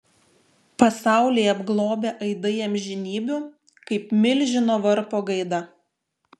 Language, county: Lithuanian, Šiauliai